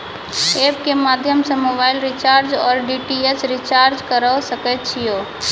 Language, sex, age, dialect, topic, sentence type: Maithili, female, 25-30, Angika, banking, question